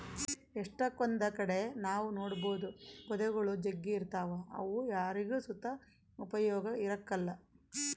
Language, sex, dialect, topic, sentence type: Kannada, female, Central, agriculture, statement